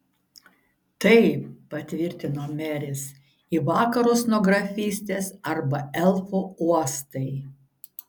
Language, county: Lithuanian, Šiauliai